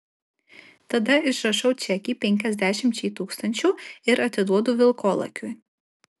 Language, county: Lithuanian, Alytus